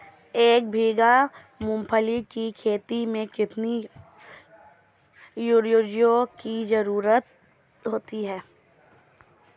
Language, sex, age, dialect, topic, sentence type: Hindi, female, 25-30, Marwari Dhudhari, agriculture, question